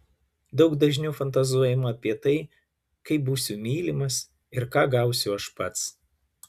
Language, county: Lithuanian, Klaipėda